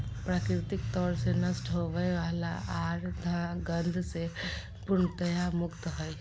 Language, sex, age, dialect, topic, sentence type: Magahi, female, 41-45, Southern, agriculture, statement